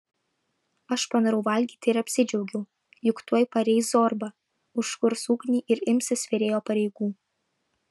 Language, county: Lithuanian, Vilnius